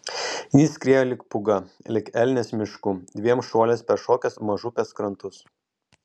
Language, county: Lithuanian, Kaunas